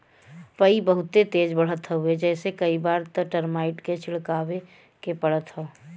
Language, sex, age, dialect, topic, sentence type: Bhojpuri, female, 31-35, Western, agriculture, statement